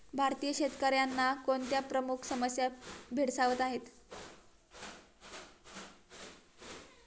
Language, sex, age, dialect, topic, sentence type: Marathi, female, 18-24, Standard Marathi, agriculture, question